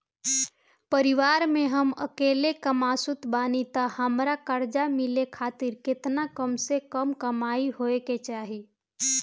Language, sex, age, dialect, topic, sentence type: Bhojpuri, female, 18-24, Southern / Standard, banking, question